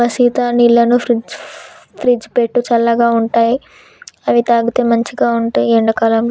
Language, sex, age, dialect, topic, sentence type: Telugu, female, 18-24, Telangana, agriculture, statement